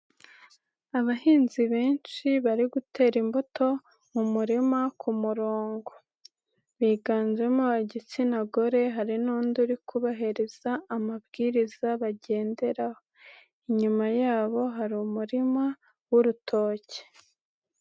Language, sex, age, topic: Kinyarwanda, female, 18-24, agriculture